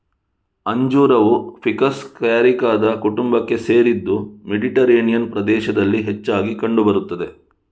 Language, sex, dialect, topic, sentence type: Kannada, male, Coastal/Dakshin, agriculture, statement